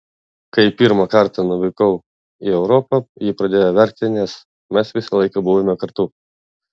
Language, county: Lithuanian, Vilnius